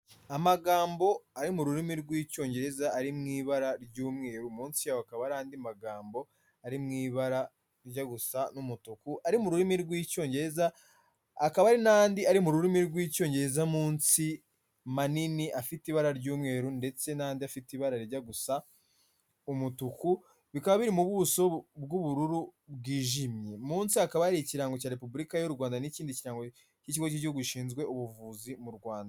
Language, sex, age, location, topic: Kinyarwanda, male, 25-35, Kigali, health